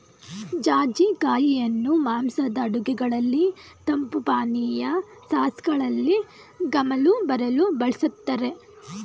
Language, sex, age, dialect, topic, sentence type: Kannada, female, 18-24, Mysore Kannada, agriculture, statement